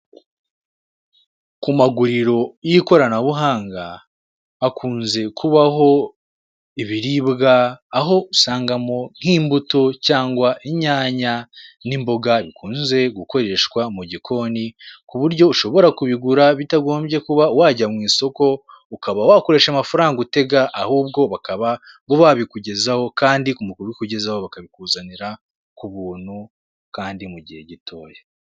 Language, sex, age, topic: Kinyarwanda, male, 18-24, finance